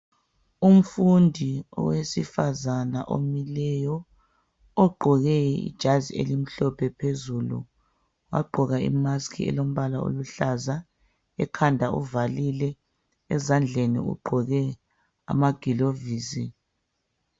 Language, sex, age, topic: North Ndebele, female, 36-49, education